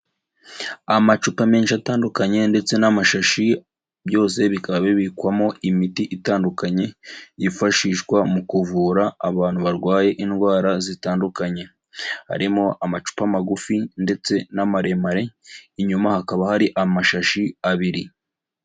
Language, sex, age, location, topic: Kinyarwanda, male, 25-35, Nyagatare, agriculture